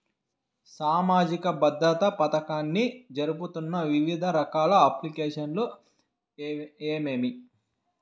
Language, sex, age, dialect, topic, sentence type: Telugu, male, 18-24, Southern, banking, question